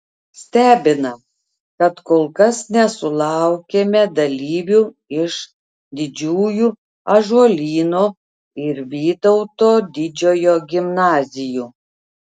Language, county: Lithuanian, Telšiai